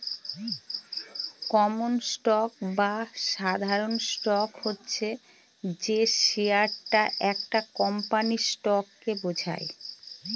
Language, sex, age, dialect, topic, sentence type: Bengali, female, 46-50, Northern/Varendri, banking, statement